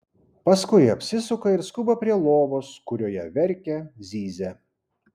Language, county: Lithuanian, Kaunas